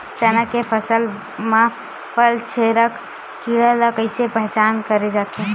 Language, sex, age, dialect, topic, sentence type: Chhattisgarhi, female, 18-24, Western/Budati/Khatahi, agriculture, question